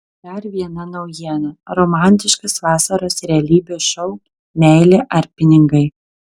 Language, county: Lithuanian, Telšiai